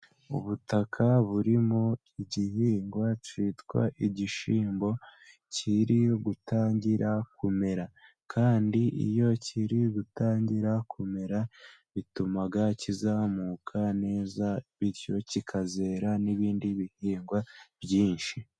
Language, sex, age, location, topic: Kinyarwanda, male, 18-24, Musanze, agriculture